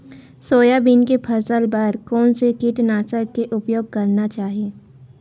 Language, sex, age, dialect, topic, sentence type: Chhattisgarhi, female, 18-24, Western/Budati/Khatahi, agriculture, question